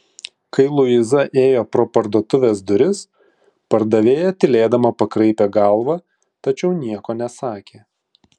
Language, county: Lithuanian, Klaipėda